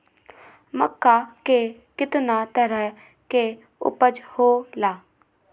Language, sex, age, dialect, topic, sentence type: Magahi, female, 18-24, Western, agriculture, question